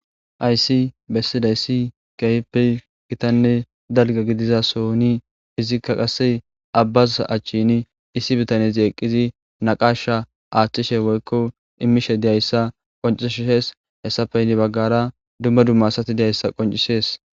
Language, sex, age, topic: Gamo, male, 18-24, government